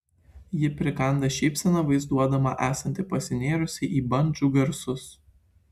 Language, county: Lithuanian, Klaipėda